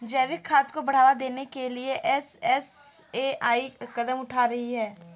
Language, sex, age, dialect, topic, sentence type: Hindi, female, 18-24, Kanauji Braj Bhasha, agriculture, statement